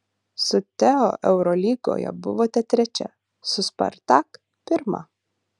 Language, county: Lithuanian, Utena